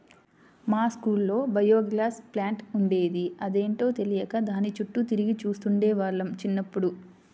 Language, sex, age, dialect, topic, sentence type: Telugu, female, 25-30, Central/Coastal, agriculture, statement